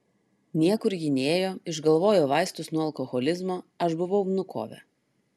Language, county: Lithuanian, Klaipėda